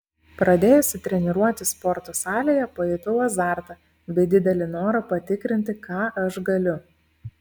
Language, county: Lithuanian, Klaipėda